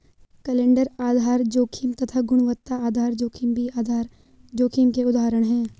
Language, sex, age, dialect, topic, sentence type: Hindi, female, 41-45, Garhwali, banking, statement